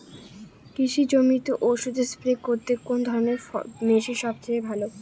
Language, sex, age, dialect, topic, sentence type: Bengali, female, 31-35, Rajbangshi, agriculture, question